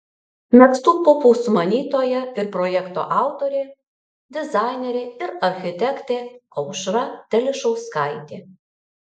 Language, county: Lithuanian, Alytus